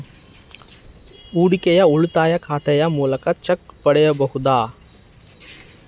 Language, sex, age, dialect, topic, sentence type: Kannada, male, 31-35, Central, banking, question